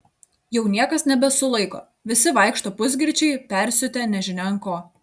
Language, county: Lithuanian, Telšiai